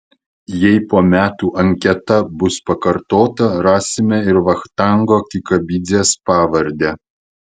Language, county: Lithuanian, Vilnius